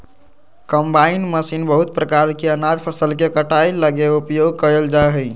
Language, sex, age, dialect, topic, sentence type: Magahi, male, 25-30, Southern, agriculture, statement